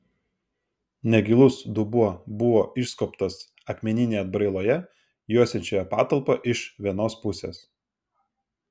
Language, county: Lithuanian, Vilnius